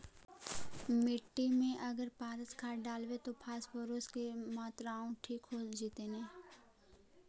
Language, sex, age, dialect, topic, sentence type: Magahi, female, 18-24, Central/Standard, agriculture, question